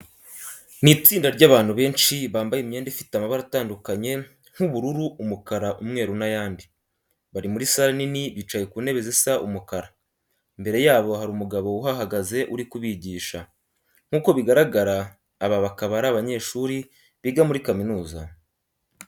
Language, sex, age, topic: Kinyarwanda, male, 18-24, education